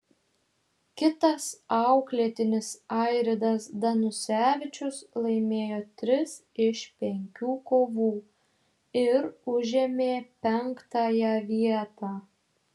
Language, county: Lithuanian, Šiauliai